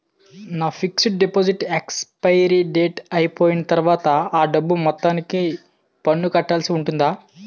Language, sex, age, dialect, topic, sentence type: Telugu, male, 18-24, Utterandhra, banking, question